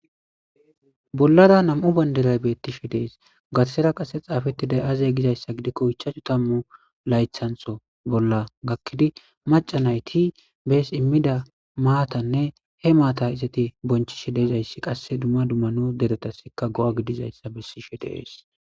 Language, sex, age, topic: Gamo, male, 25-35, government